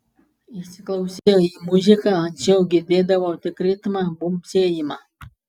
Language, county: Lithuanian, Klaipėda